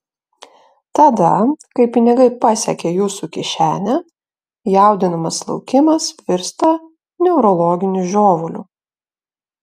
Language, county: Lithuanian, Klaipėda